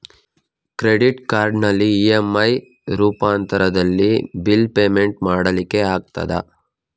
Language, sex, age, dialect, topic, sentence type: Kannada, male, 18-24, Coastal/Dakshin, banking, question